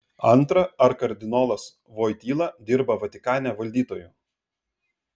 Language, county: Lithuanian, Vilnius